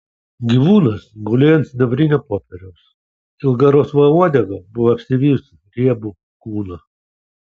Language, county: Lithuanian, Kaunas